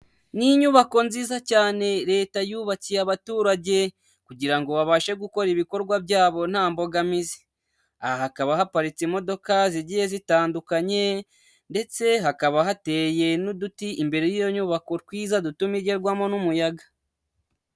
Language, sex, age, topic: Kinyarwanda, male, 25-35, government